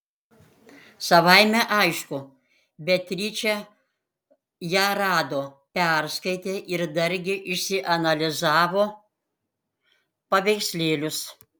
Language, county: Lithuanian, Panevėžys